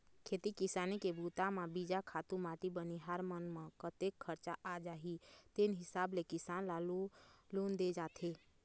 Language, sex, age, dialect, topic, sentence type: Chhattisgarhi, female, 18-24, Eastern, banking, statement